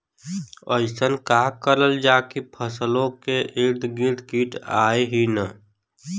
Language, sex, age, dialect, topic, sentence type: Bhojpuri, male, 18-24, Western, agriculture, question